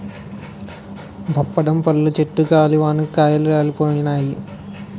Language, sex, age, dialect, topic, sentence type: Telugu, male, 51-55, Utterandhra, agriculture, statement